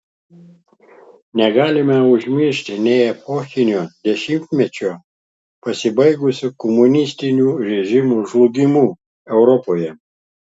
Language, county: Lithuanian, Klaipėda